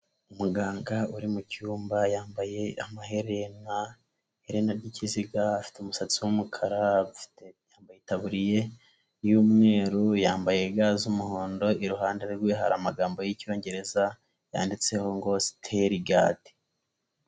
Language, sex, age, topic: Kinyarwanda, male, 18-24, health